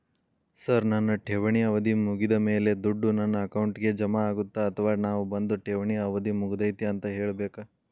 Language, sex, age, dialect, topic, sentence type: Kannada, male, 18-24, Dharwad Kannada, banking, question